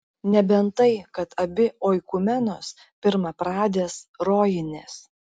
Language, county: Lithuanian, Klaipėda